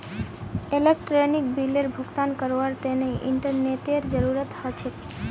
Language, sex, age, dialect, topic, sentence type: Magahi, female, 25-30, Northeastern/Surjapuri, banking, statement